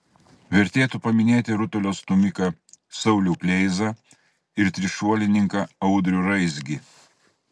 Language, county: Lithuanian, Klaipėda